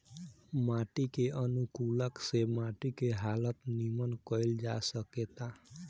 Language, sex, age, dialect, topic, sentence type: Bhojpuri, male, 18-24, Southern / Standard, agriculture, statement